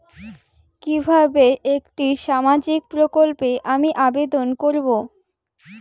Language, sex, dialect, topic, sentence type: Bengali, female, Rajbangshi, banking, question